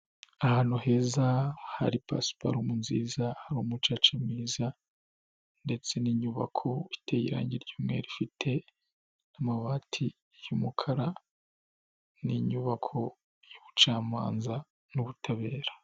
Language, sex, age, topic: Kinyarwanda, male, 25-35, government